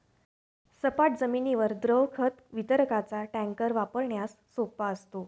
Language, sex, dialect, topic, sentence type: Marathi, female, Standard Marathi, agriculture, statement